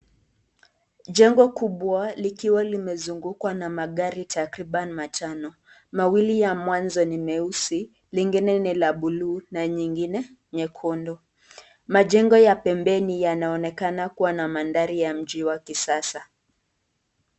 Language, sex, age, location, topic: Swahili, female, 25-35, Nakuru, finance